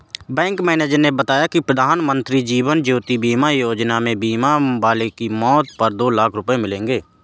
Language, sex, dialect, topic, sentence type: Hindi, male, Awadhi Bundeli, banking, statement